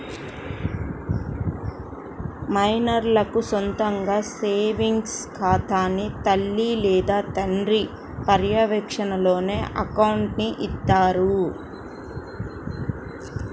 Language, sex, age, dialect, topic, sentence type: Telugu, female, 36-40, Central/Coastal, banking, statement